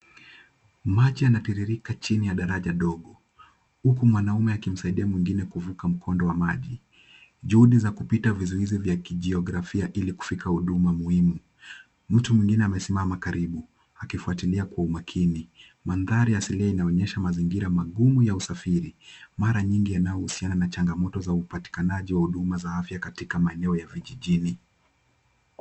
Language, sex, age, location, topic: Swahili, male, 18-24, Kisumu, health